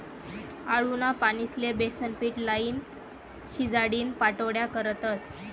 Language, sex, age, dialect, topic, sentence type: Marathi, female, 25-30, Northern Konkan, agriculture, statement